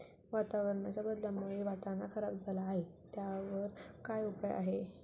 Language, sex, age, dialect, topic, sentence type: Marathi, female, 18-24, Standard Marathi, agriculture, question